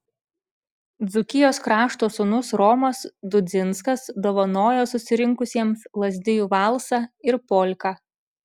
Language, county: Lithuanian, Šiauliai